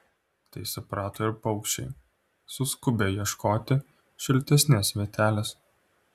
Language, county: Lithuanian, Klaipėda